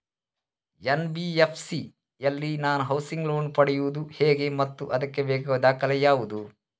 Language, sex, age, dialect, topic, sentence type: Kannada, male, 36-40, Coastal/Dakshin, banking, question